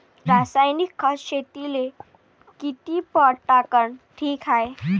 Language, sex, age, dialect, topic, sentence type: Marathi, female, 18-24, Varhadi, agriculture, question